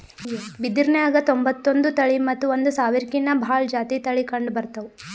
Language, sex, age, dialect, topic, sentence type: Kannada, female, 18-24, Northeastern, agriculture, statement